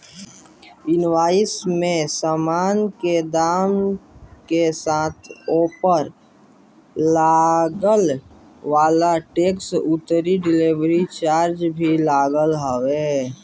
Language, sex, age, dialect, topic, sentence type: Bhojpuri, male, <18, Northern, banking, statement